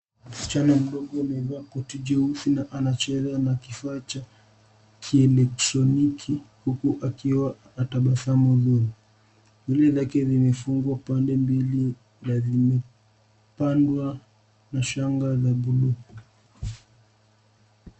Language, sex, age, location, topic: Swahili, male, 25-35, Nairobi, education